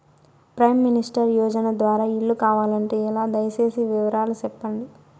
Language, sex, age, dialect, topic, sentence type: Telugu, female, 18-24, Southern, banking, question